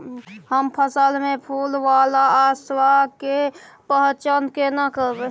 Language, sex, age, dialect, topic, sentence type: Maithili, male, 18-24, Bajjika, agriculture, statement